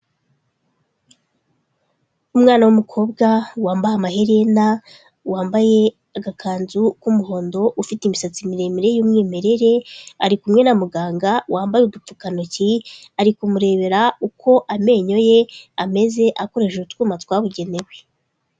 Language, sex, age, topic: Kinyarwanda, female, 25-35, health